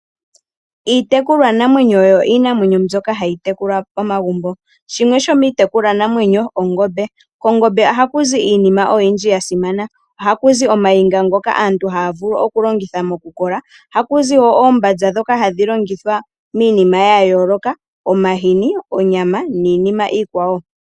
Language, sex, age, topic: Oshiwambo, female, 18-24, agriculture